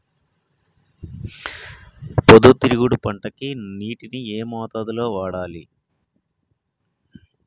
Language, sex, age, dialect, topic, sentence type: Telugu, male, 36-40, Telangana, agriculture, question